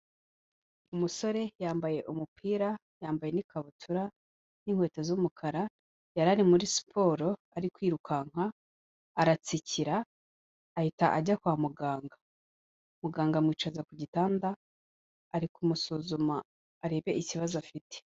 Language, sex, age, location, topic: Kinyarwanda, female, 18-24, Kigali, health